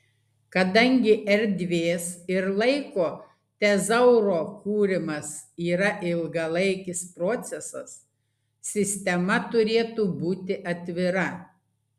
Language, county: Lithuanian, Klaipėda